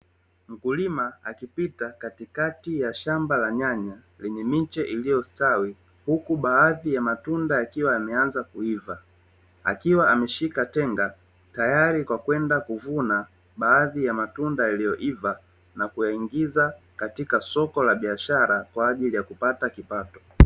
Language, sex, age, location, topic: Swahili, male, 25-35, Dar es Salaam, agriculture